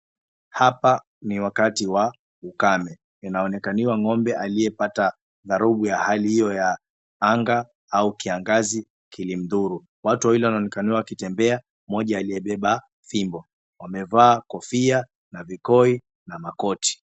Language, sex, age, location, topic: Swahili, male, 25-35, Mombasa, health